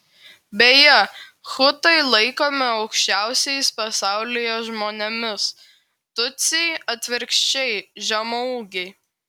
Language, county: Lithuanian, Klaipėda